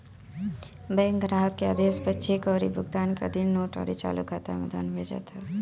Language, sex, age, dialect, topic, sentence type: Bhojpuri, male, 18-24, Northern, banking, statement